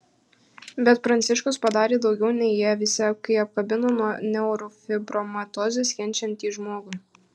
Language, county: Lithuanian, Kaunas